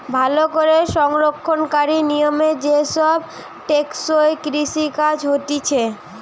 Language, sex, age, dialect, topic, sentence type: Bengali, female, 18-24, Western, agriculture, statement